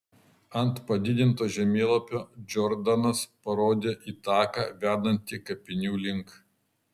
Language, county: Lithuanian, Kaunas